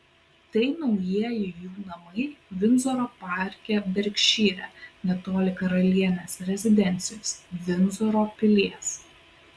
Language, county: Lithuanian, Kaunas